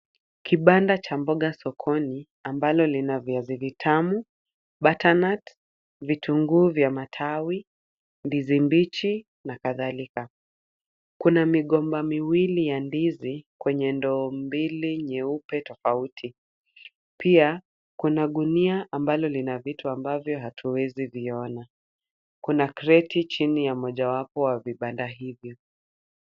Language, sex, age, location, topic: Swahili, female, 25-35, Kisumu, finance